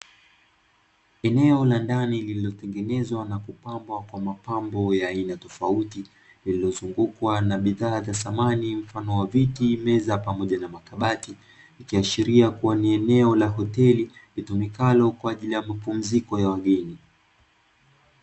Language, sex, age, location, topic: Swahili, male, 25-35, Dar es Salaam, finance